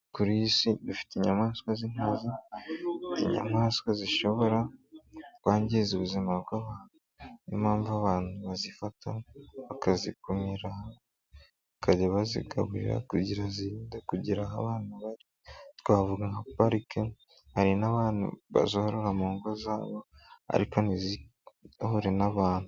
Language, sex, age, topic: Kinyarwanda, male, 18-24, agriculture